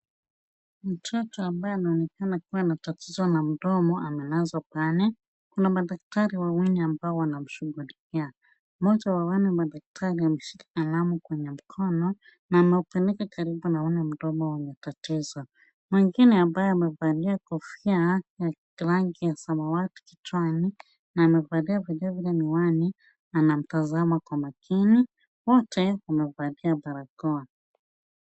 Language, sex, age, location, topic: Swahili, female, 25-35, Kisumu, health